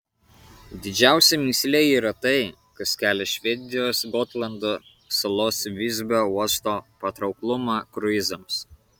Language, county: Lithuanian, Kaunas